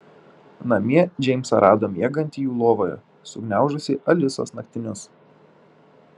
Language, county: Lithuanian, Šiauliai